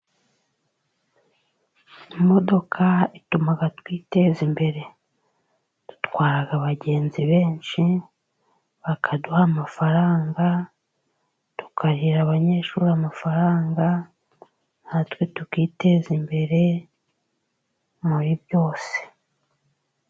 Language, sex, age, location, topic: Kinyarwanda, female, 36-49, Musanze, government